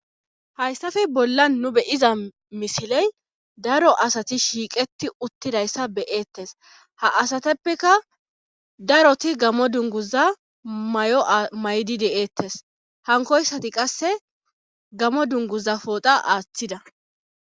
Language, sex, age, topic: Gamo, female, 25-35, government